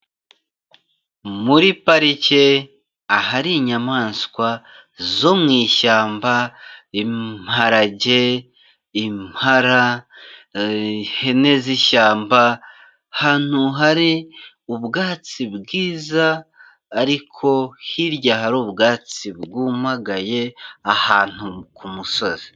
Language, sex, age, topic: Kinyarwanda, male, 25-35, agriculture